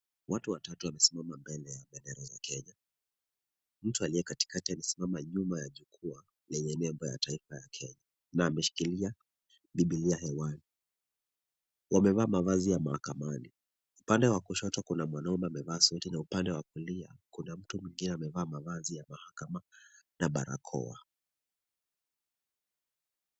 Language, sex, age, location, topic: Swahili, male, 18-24, Kisumu, government